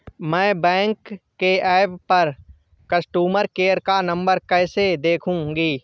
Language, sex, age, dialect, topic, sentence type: Hindi, male, 25-30, Awadhi Bundeli, banking, statement